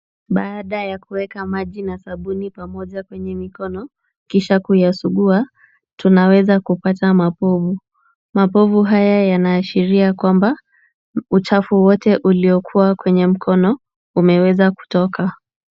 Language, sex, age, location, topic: Swahili, female, 18-24, Kisumu, health